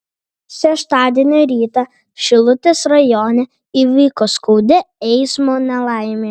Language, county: Lithuanian, Vilnius